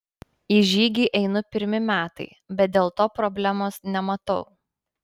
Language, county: Lithuanian, Panevėžys